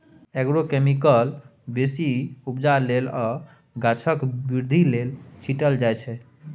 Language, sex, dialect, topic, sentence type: Maithili, male, Bajjika, agriculture, statement